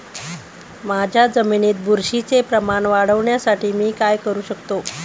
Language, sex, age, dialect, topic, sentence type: Marathi, female, 31-35, Standard Marathi, agriculture, question